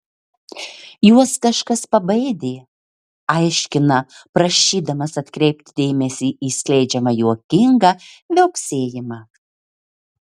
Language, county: Lithuanian, Marijampolė